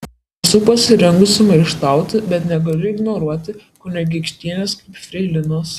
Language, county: Lithuanian, Kaunas